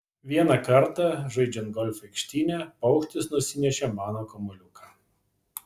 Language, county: Lithuanian, Vilnius